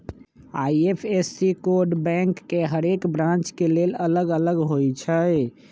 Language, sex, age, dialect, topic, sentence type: Magahi, male, 25-30, Western, banking, statement